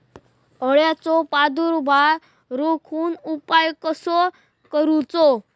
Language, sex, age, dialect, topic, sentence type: Marathi, male, 18-24, Southern Konkan, agriculture, question